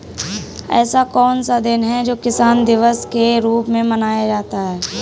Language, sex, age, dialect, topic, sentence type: Hindi, female, 18-24, Kanauji Braj Bhasha, agriculture, question